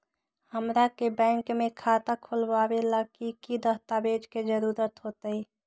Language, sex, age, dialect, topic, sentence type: Magahi, female, 18-24, Western, banking, question